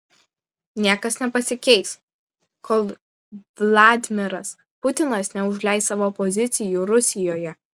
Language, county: Lithuanian, Klaipėda